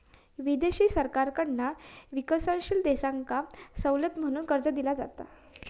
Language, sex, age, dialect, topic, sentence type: Marathi, female, 41-45, Southern Konkan, banking, statement